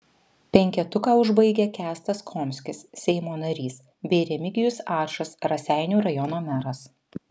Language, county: Lithuanian, Vilnius